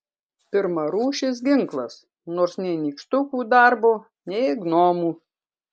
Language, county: Lithuanian, Kaunas